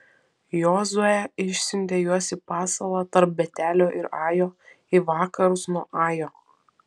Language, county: Lithuanian, Vilnius